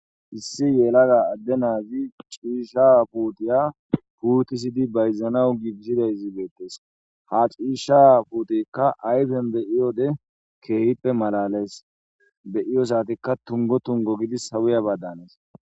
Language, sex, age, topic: Gamo, male, 18-24, agriculture